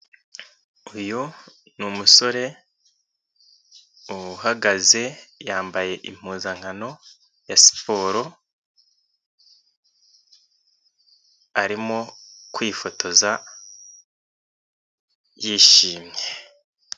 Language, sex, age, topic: Kinyarwanda, male, 25-35, government